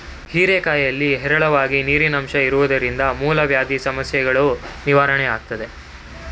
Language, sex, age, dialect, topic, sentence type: Kannada, male, 31-35, Mysore Kannada, agriculture, statement